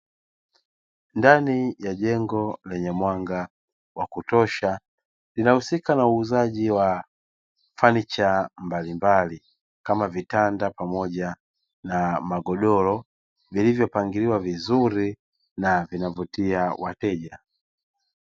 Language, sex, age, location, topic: Swahili, male, 18-24, Dar es Salaam, finance